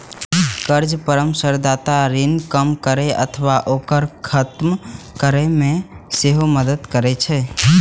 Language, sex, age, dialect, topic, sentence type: Maithili, male, 18-24, Eastern / Thethi, banking, statement